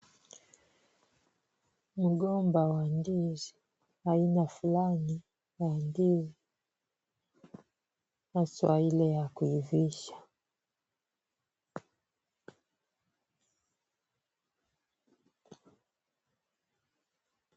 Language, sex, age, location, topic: Swahili, female, 25-35, Kisumu, agriculture